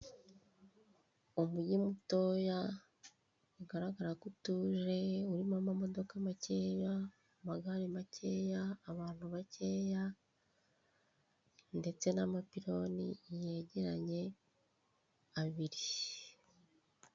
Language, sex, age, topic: Kinyarwanda, female, 36-49, government